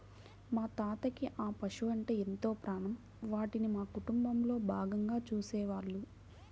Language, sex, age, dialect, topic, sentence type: Telugu, female, 18-24, Central/Coastal, agriculture, statement